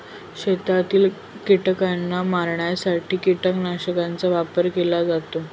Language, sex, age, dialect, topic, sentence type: Marathi, female, 25-30, Northern Konkan, agriculture, statement